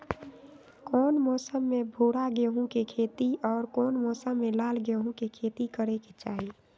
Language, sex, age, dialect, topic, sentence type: Magahi, female, 31-35, Western, agriculture, question